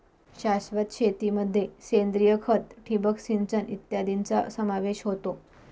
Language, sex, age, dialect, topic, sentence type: Marathi, female, 25-30, Northern Konkan, agriculture, statement